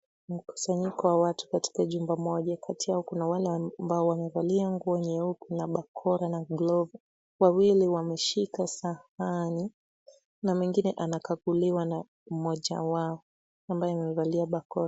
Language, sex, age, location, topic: Swahili, female, 18-24, Kisumu, health